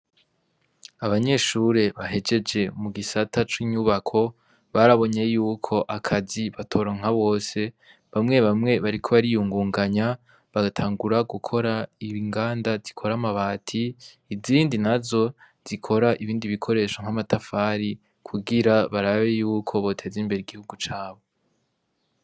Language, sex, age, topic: Rundi, male, 18-24, education